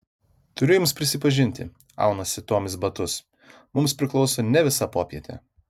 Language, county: Lithuanian, Vilnius